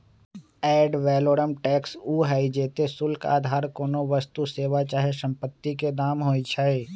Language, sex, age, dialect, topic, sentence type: Magahi, male, 25-30, Western, banking, statement